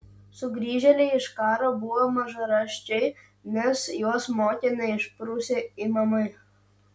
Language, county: Lithuanian, Utena